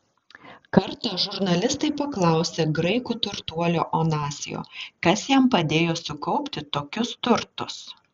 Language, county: Lithuanian, Šiauliai